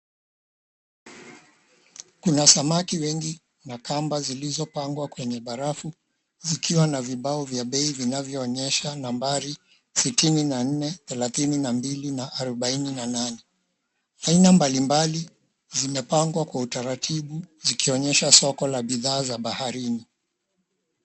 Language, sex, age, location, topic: Swahili, male, 36-49, Mombasa, agriculture